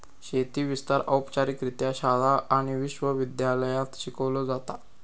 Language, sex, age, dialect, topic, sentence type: Marathi, male, 18-24, Southern Konkan, agriculture, statement